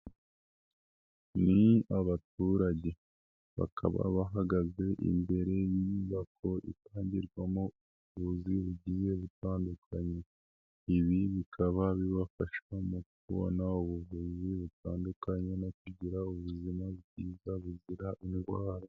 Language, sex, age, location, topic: Kinyarwanda, male, 18-24, Nyagatare, health